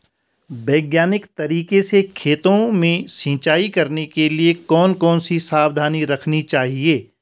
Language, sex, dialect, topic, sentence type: Hindi, male, Garhwali, agriculture, question